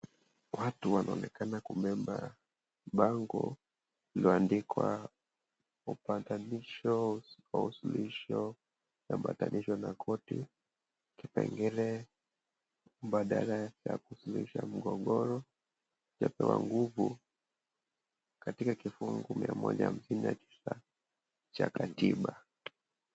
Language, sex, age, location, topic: Swahili, male, 25-35, Kisii, government